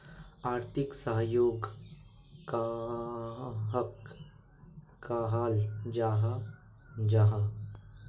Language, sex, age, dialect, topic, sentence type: Magahi, male, 18-24, Northeastern/Surjapuri, agriculture, question